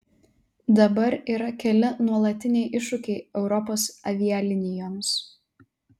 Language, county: Lithuanian, Telšiai